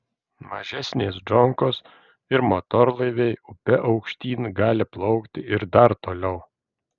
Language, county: Lithuanian, Vilnius